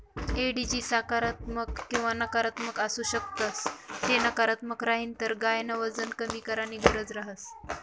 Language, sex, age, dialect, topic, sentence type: Marathi, female, 25-30, Northern Konkan, agriculture, statement